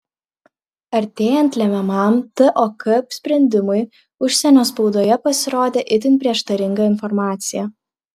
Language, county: Lithuanian, Klaipėda